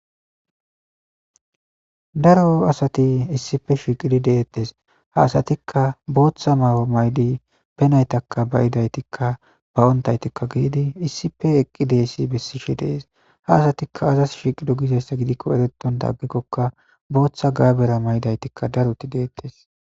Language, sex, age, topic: Gamo, male, 25-35, government